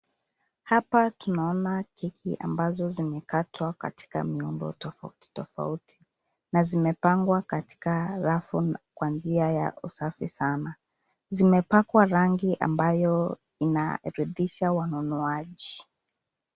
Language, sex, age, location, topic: Swahili, female, 25-35, Nairobi, finance